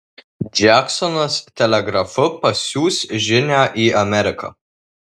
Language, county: Lithuanian, Tauragė